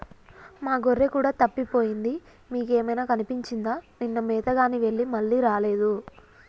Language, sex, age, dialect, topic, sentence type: Telugu, female, 25-30, Telangana, agriculture, statement